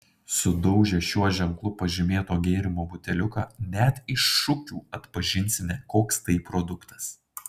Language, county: Lithuanian, Panevėžys